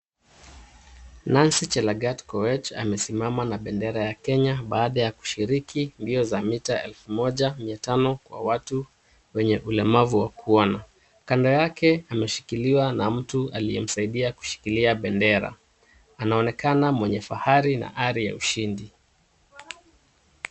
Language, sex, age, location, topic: Swahili, male, 36-49, Kisumu, education